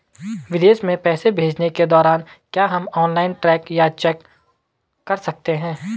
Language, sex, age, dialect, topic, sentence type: Hindi, male, 18-24, Garhwali, banking, question